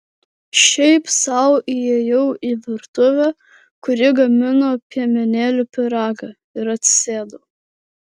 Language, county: Lithuanian, Vilnius